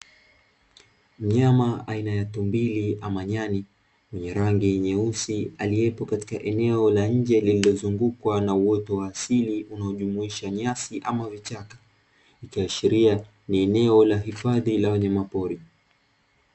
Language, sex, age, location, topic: Swahili, male, 25-35, Dar es Salaam, agriculture